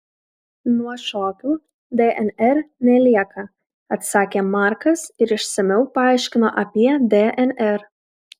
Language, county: Lithuanian, Kaunas